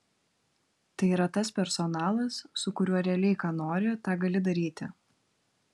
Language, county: Lithuanian, Vilnius